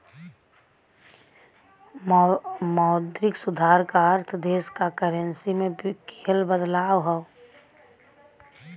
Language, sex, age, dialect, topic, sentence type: Bhojpuri, female, 31-35, Western, banking, statement